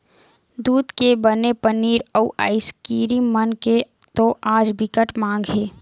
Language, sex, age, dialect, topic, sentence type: Chhattisgarhi, female, 18-24, Western/Budati/Khatahi, agriculture, statement